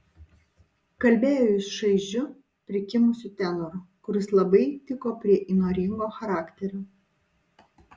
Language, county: Lithuanian, Utena